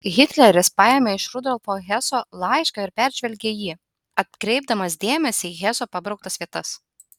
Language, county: Lithuanian, Utena